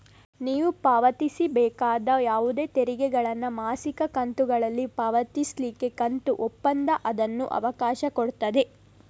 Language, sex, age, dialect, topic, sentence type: Kannada, female, 18-24, Coastal/Dakshin, banking, statement